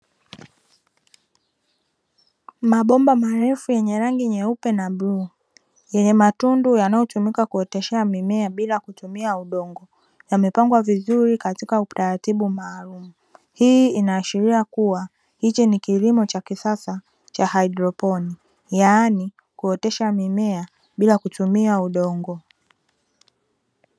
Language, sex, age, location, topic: Swahili, male, 25-35, Dar es Salaam, agriculture